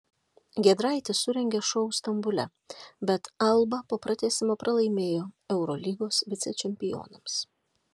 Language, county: Lithuanian, Alytus